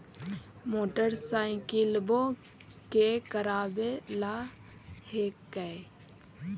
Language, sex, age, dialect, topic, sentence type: Magahi, female, 25-30, Central/Standard, banking, question